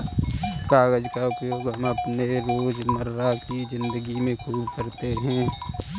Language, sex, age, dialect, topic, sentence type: Hindi, male, 25-30, Kanauji Braj Bhasha, agriculture, statement